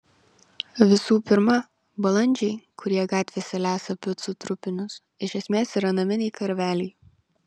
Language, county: Lithuanian, Vilnius